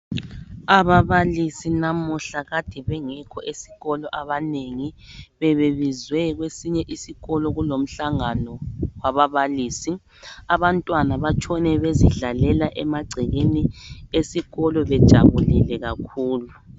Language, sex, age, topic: North Ndebele, male, 25-35, education